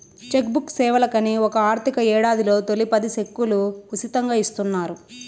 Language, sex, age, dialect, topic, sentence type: Telugu, female, 18-24, Southern, banking, statement